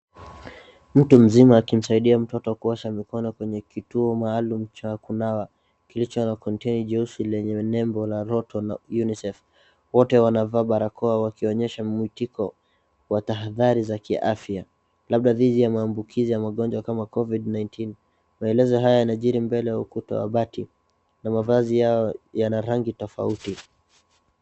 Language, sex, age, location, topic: Swahili, male, 36-49, Wajir, health